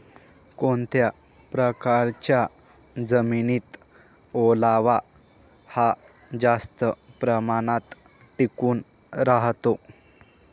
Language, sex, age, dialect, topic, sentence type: Marathi, male, 18-24, Northern Konkan, agriculture, statement